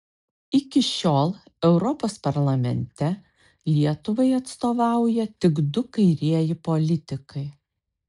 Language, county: Lithuanian, Šiauliai